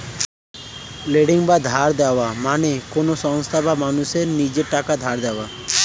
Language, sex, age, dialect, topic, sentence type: Bengali, male, 18-24, Standard Colloquial, banking, statement